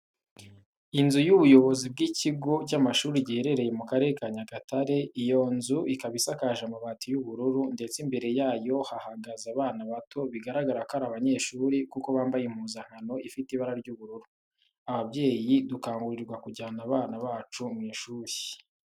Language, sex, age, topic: Kinyarwanda, male, 18-24, education